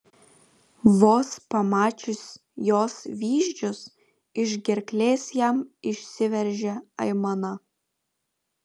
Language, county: Lithuanian, Vilnius